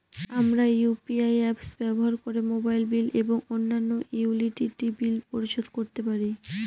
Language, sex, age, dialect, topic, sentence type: Bengali, female, 18-24, Northern/Varendri, banking, statement